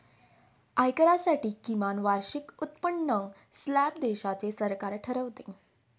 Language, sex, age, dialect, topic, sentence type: Marathi, female, 18-24, Varhadi, banking, statement